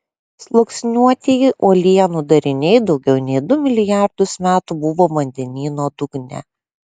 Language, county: Lithuanian, Klaipėda